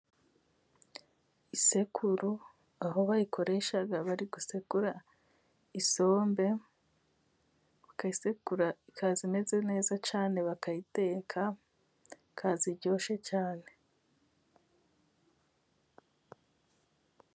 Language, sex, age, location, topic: Kinyarwanda, female, 18-24, Musanze, government